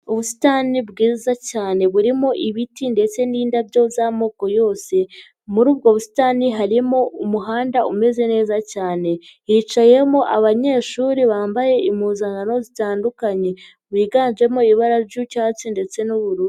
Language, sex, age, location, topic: Kinyarwanda, female, 50+, Nyagatare, education